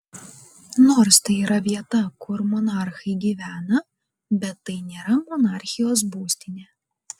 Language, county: Lithuanian, Kaunas